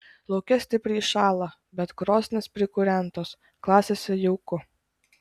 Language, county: Lithuanian, Klaipėda